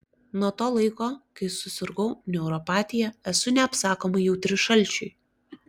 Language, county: Lithuanian, Klaipėda